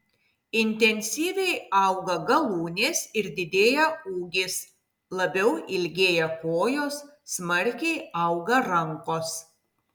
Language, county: Lithuanian, Kaunas